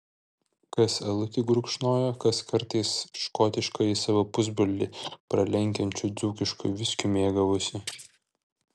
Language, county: Lithuanian, Vilnius